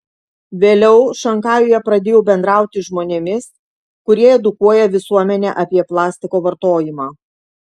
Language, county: Lithuanian, Kaunas